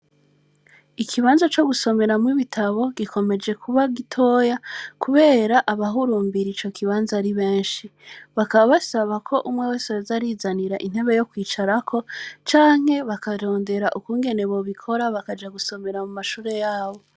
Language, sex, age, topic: Rundi, female, 25-35, education